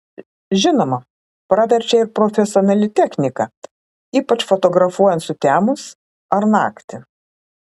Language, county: Lithuanian, Klaipėda